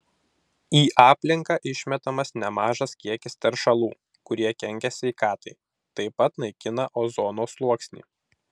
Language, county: Lithuanian, Vilnius